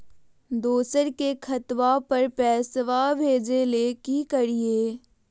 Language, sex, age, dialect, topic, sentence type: Magahi, female, 18-24, Southern, banking, question